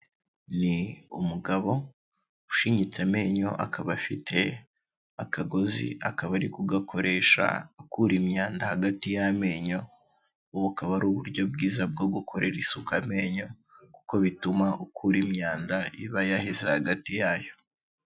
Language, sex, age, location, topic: Kinyarwanda, male, 18-24, Kigali, health